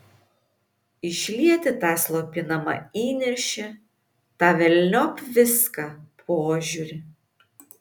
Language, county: Lithuanian, Vilnius